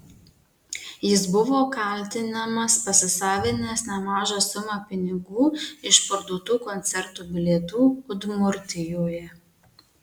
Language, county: Lithuanian, Marijampolė